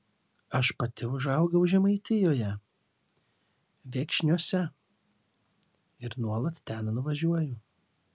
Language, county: Lithuanian, Kaunas